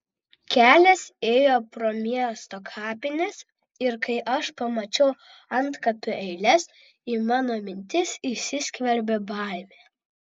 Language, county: Lithuanian, Vilnius